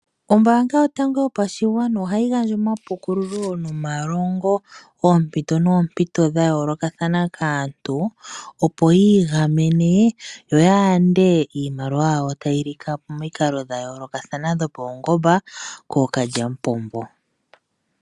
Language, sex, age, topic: Oshiwambo, female, 25-35, finance